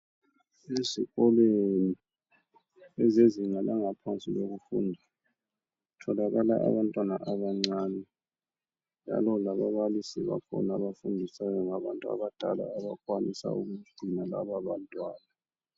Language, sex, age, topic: North Ndebele, male, 36-49, education